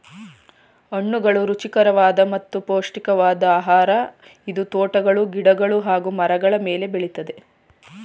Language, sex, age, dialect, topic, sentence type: Kannada, female, 31-35, Mysore Kannada, agriculture, statement